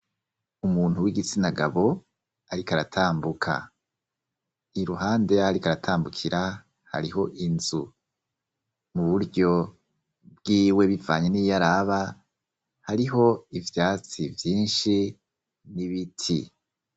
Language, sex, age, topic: Rundi, female, 36-49, education